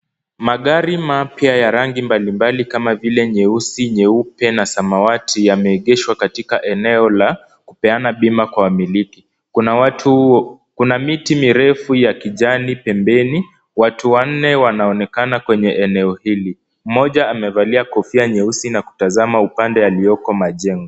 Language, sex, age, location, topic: Swahili, male, 18-24, Kisumu, finance